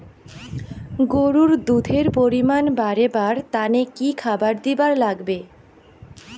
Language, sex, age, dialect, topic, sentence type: Bengali, female, 18-24, Rajbangshi, agriculture, question